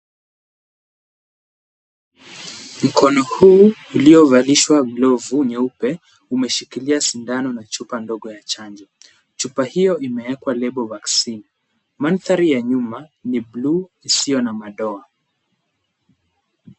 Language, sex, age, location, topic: Swahili, male, 18-24, Kisumu, health